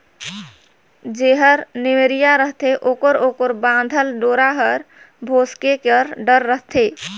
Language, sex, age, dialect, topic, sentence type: Chhattisgarhi, female, 31-35, Northern/Bhandar, agriculture, statement